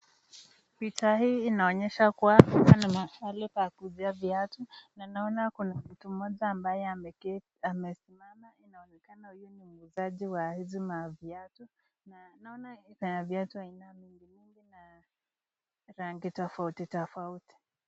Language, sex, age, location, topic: Swahili, female, 50+, Nakuru, finance